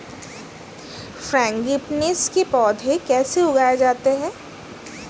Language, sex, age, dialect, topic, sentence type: Hindi, female, 31-35, Hindustani Malvi Khadi Boli, agriculture, statement